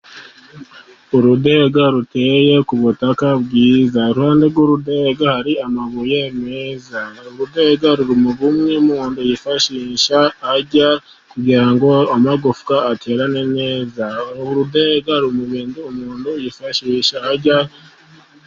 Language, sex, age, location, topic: Kinyarwanda, male, 50+, Musanze, health